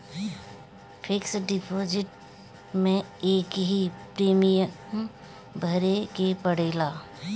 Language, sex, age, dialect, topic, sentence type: Bhojpuri, female, 36-40, Northern, banking, statement